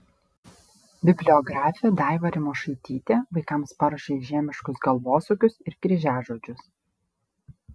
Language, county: Lithuanian, Šiauliai